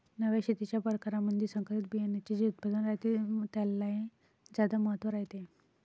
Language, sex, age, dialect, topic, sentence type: Marathi, female, 25-30, Varhadi, agriculture, statement